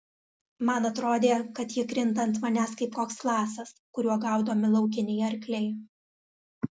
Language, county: Lithuanian, Alytus